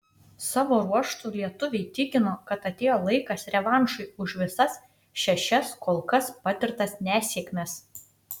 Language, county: Lithuanian, Utena